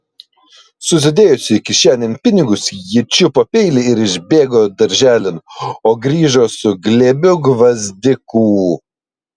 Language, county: Lithuanian, Panevėžys